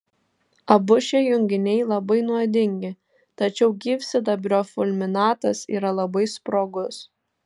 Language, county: Lithuanian, Tauragė